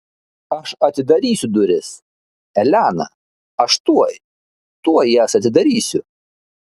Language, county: Lithuanian, Šiauliai